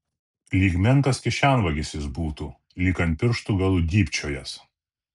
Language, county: Lithuanian, Kaunas